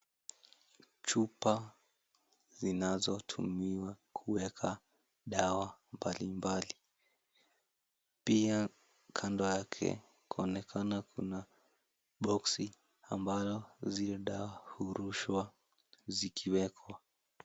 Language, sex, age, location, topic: Swahili, male, 18-24, Mombasa, health